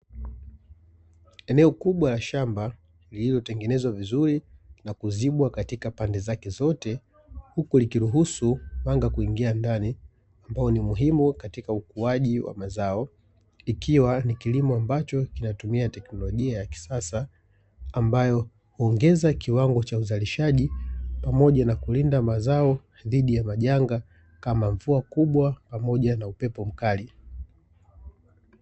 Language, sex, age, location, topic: Swahili, male, 25-35, Dar es Salaam, agriculture